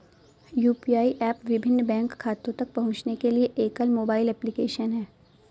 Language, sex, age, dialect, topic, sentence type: Hindi, female, 18-24, Awadhi Bundeli, banking, statement